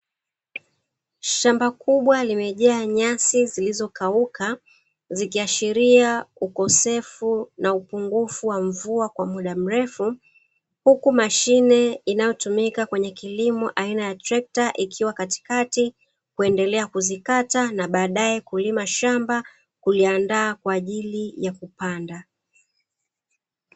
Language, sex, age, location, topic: Swahili, female, 36-49, Dar es Salaam, agriculture